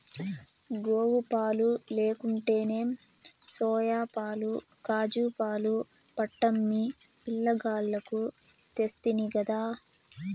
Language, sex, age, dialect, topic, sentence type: Telugu, female, 18-24, Southern, agriculture, statement